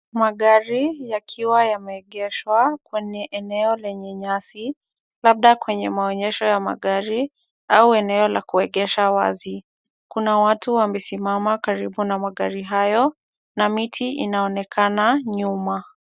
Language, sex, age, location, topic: Swahili, female, 18-24, Kisumu, finance